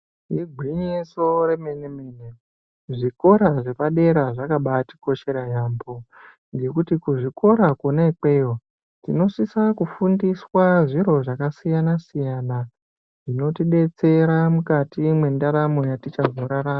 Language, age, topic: Ndau, 18-24, education